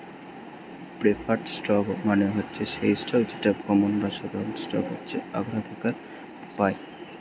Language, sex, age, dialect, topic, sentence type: Bengali, male, 18-24, Standard Colloquial, banking, statement